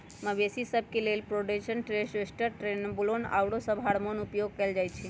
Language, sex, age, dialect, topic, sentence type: Magahi, female, 25-30, Western, agriculture, statement